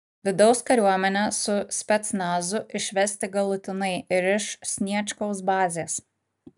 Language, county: Lithuanian, Kaunas